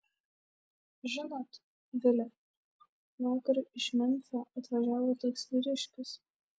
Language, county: Lithuanian, Šiauliai